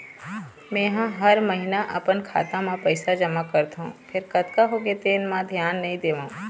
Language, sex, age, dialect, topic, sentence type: Chhattisgarhi, female, 25-30, Eastern, banking, statement